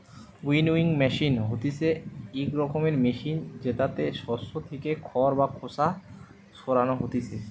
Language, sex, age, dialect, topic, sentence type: Bengali, male, 18-24, Western, agriculture, statement